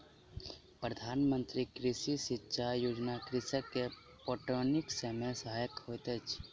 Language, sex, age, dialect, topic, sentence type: Maithili, male, 18-24, Southern/Standard, agriculture, statement